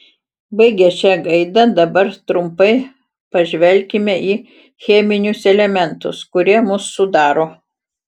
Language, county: Lithuanian, Utena